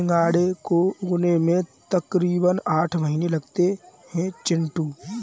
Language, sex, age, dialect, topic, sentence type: Hindi, male, 18-24, Kanauji Braj Bhasha, agriculture, statement